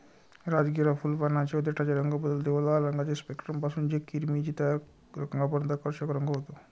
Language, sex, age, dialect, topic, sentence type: Marathi, male, 31-35, Varhadi, agriculture, statement